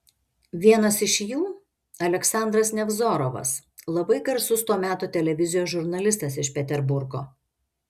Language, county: Lithuanian, Šiauliai